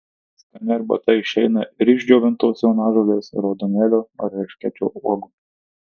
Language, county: Lithuanian, Tauragė